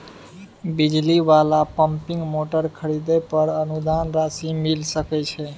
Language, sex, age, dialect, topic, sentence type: Maithili, male, 18-24, Bajjika, agriculture, question